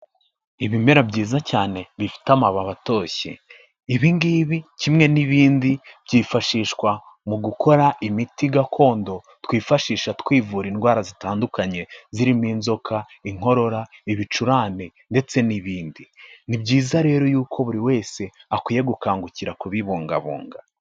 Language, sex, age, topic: Kinyarwanda, male, 18-24, health